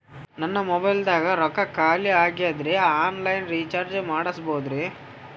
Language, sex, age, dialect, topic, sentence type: Kannada, male, 18-24, Northeastern, banking, question